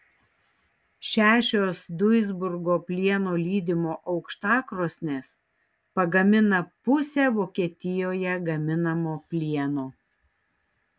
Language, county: Lithuanian, Tauragė